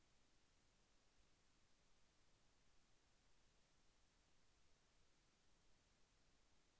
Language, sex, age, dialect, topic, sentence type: Telugu, male, 25-30, Central/Coastal, banking, question